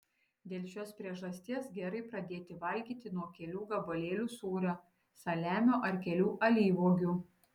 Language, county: Lithuanian, Šiauliai